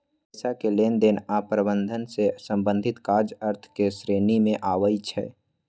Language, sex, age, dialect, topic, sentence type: Magahi, male, 18-24, Western, banking, statement